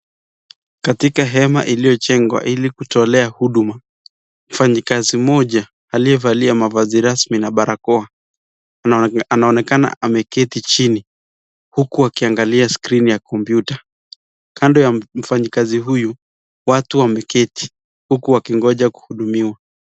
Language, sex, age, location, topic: Swahili, male, 25-35, Nakuru, government